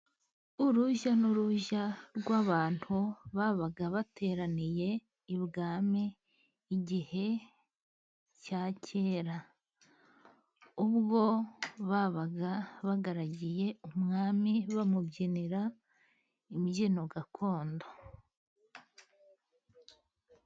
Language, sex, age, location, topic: Kinyarwanda, female, 25-35, Musanze, government